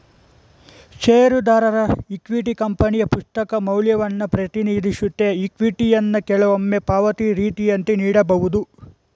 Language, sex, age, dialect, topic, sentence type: Kannada, male, 18-24, Mysore Kannada, banking, statement